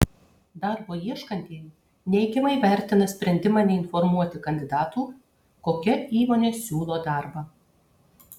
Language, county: Lithuanian, Kaunas